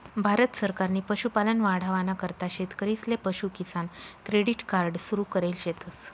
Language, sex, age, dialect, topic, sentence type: Marathi, female, 25-30, Northern Konkan, agriculture, statement